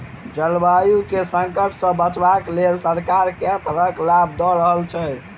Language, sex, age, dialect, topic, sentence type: Maithili, male, 18-24, Southern/Standard, agriculture, question